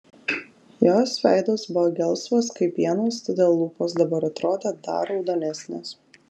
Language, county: Lithuanian, Klaipėda